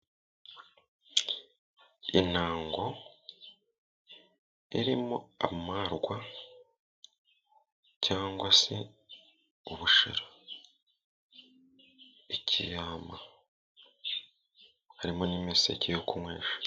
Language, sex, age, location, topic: Kinyarwanda, male, 18-24, Musanze, government